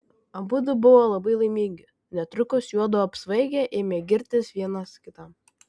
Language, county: Lithuanian, Kaunas